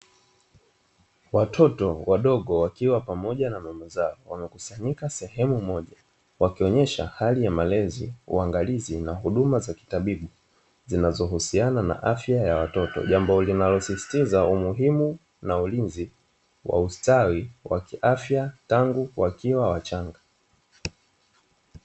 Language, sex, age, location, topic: Swahili, male, 25-35, Dar es Salaam, health